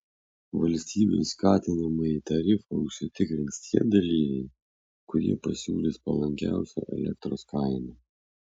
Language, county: Lithuanian, Vilnius